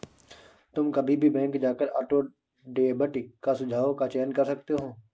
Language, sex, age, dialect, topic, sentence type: Hindi, male, 25-30, Awadhi Bundeli, banking, statement